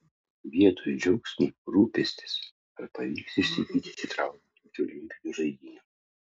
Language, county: Lithuanian, Utena